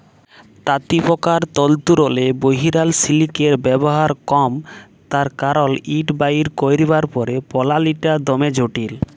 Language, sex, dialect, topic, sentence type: Bengali, male, Jharkhandi, agriculture, statement